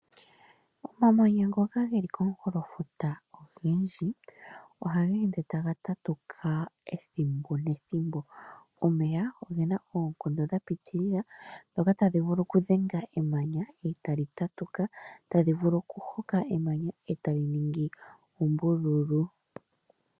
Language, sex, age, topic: Oshiwambo, female, 25-35, agriculture